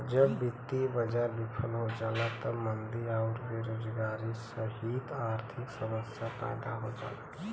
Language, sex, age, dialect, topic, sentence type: Bhojpuri, female, 31-35, Western, banking, statement